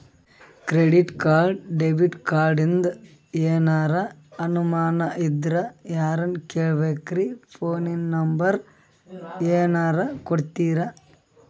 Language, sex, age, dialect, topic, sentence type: Kannada, male, 25-30, Northeastern, banking, question